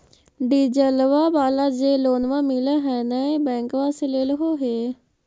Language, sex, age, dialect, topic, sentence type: Magahi, female, 41-45, Central/Standard, banking, question